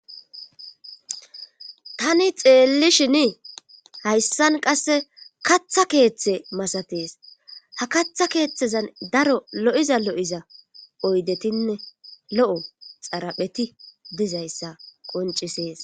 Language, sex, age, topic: Gamo, female, 25-35, government